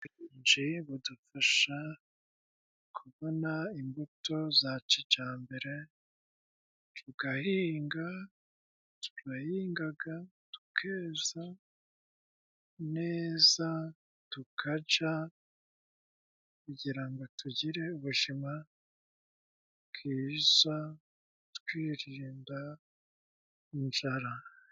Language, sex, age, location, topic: Kinyarwanda, male, 36-49, Musanze, agriculture